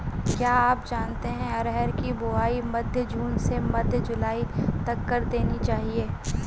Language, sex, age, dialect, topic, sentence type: Hindi, female, 18-24, Marwari Dhudhari, agriculture, statement